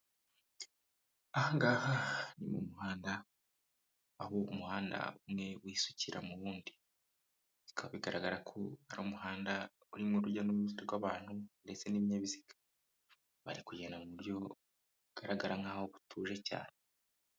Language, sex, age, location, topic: Kinyarwanda, male, 25-35, Kigali, government